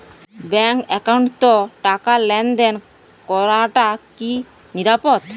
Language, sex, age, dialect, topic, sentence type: Bengali, female, 18-24, Rajbangshi, banking, question